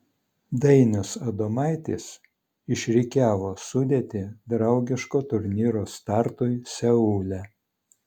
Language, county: Lithuanian, Vilnius